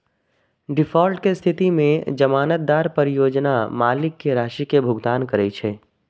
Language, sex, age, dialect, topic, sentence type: Maithili, male, 25-30, Eastern / Thethi, banking, statement